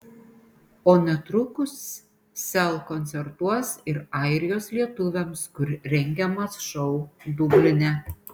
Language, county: Lithuanian, Panevėžys